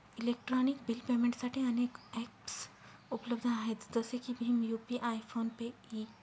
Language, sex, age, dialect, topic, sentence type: Marathi, female, 18-24, Northern Konkan, banking, statement